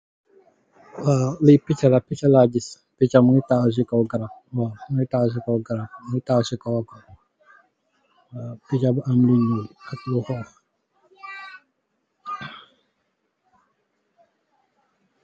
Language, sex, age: Wolof, male, 18-24